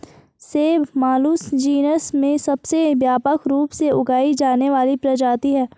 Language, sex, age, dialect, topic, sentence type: Hindi, female, 18-24, Garhwali, agriculture, statement